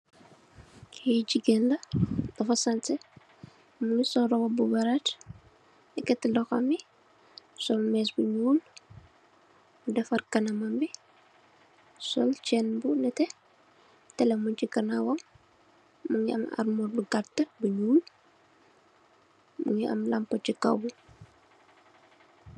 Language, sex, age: Wolof, female, 18-24